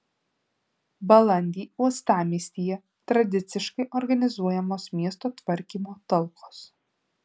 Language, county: Lithuanian, Alytus